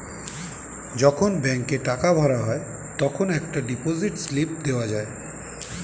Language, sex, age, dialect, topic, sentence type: Bengali, male, 41-45, Standard Colloquial, banking, statement